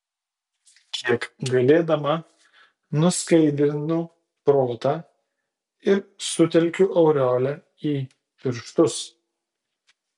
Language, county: Lithuanian, Utena